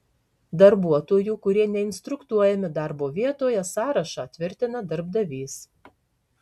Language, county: Lithuanian, Marijampolė